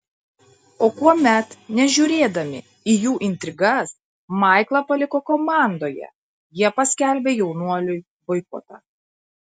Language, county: Lithuanian, Klaipėda